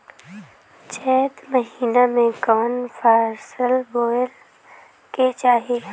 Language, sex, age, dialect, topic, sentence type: Bhojpuri, female, <18, Western, agriculture, question